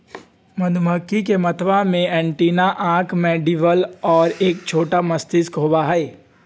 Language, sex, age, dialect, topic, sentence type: Magahi, male, 18-24, Western, agriculture, statement